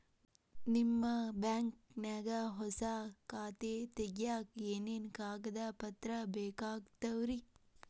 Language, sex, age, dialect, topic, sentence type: Kannada, female, 31-35, Dharwad Kannada, banking, question